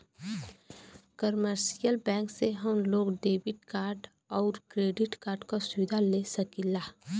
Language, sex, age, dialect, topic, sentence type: Bhojpuri, female, 18-24, Western, banking, statement